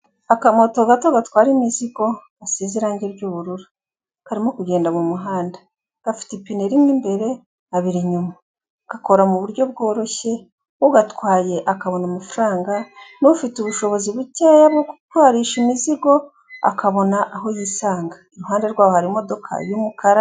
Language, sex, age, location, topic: Kinyarwanda, female, 36-49, Kigali, government